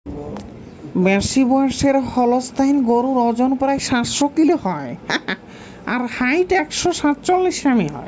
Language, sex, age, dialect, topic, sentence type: Bengali, male, 18-24, Western, agriculture, statement